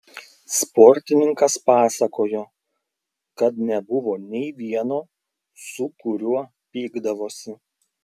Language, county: Lithuanian, Klaipėda